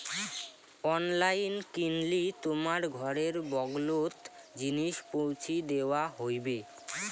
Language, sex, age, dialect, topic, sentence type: Bengali, male, <18, Rajbangshi, agriculture, statement